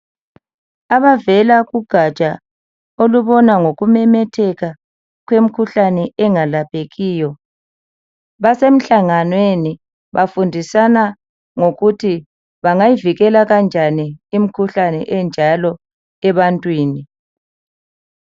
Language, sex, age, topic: North Ndebele, male, 50+, health